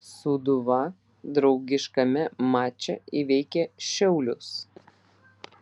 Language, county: Lithuanian, Vilnius